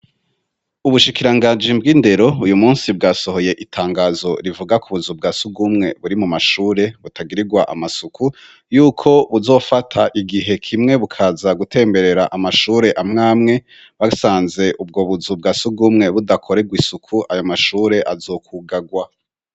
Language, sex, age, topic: Rundi, male, 25-35, education